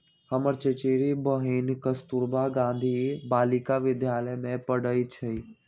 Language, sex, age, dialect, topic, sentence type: Magahi, male, 18-24, Western, banking, statement